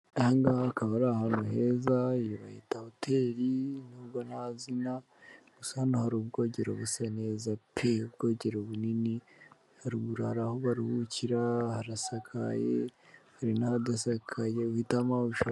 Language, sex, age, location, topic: Kinyarwanda, female, 18-24, Kigali, finance